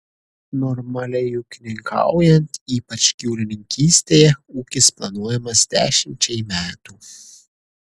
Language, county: Lithuanian, Kaunas